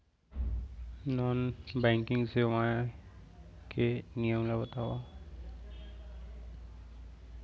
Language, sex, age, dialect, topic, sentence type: Chhattisgarhi, male, 25-30, Central, banking, question